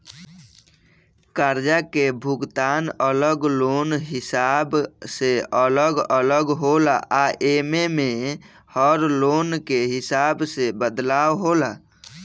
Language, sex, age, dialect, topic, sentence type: Bhojpuri, male, 18-24, Southern / Standard, banking, statement